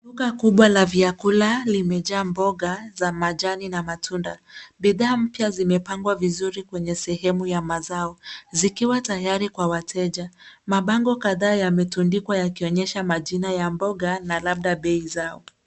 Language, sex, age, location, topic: Swahili, female, 36-49, Nairobi, finance